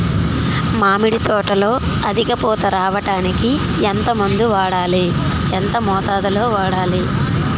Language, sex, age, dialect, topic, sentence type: Telugu, female, 31-35, Utterandhra, agriculture, question